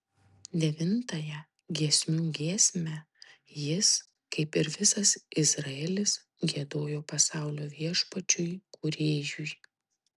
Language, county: Lithuanian, Tauragė